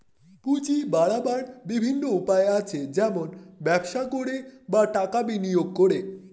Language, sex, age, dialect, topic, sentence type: Bengali, male, 31-35, Standard Colloquial, banking, statement